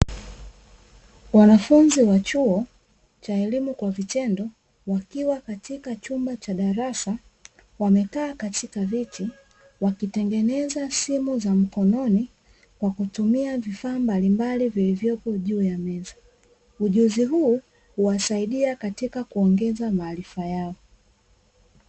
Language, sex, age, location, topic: Swahili, female, 25-35, Dar es Salaam, education